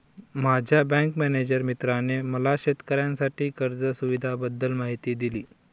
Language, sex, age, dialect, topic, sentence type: Marathi, male, 51-55, Northern Konkan, agriculture, statement